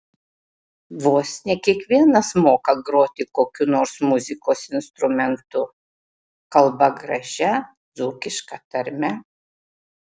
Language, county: Lithuanian, Marijampolė